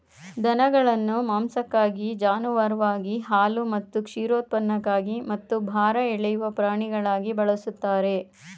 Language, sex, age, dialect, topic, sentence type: Kannada, female, 41-45, Mysore Kannada, agriculture, statement